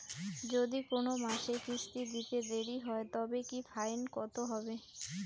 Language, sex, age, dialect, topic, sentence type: Bengali, female, 18-24, Rajbangshi, banking, question